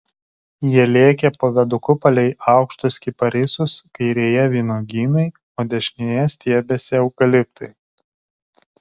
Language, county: Lithuanian, Vilnius